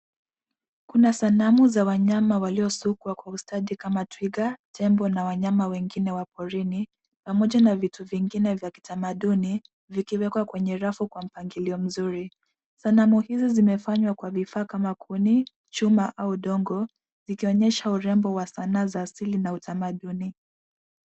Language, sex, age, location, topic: Swahili, female, 18-24, Nairobi, finance